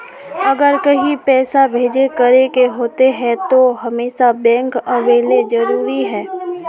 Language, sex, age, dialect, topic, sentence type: Magahi, female, 18-24, Northeastern/Surjapuri, banking, question